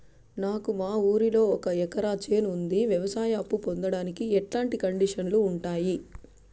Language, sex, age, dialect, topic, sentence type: Telugu, female, 31-35, Southern, banking, question